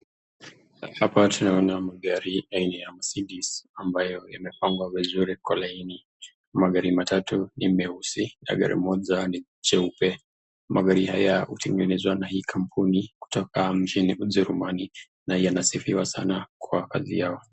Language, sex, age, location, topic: Swahili, male, 36-49, Nakuru, finance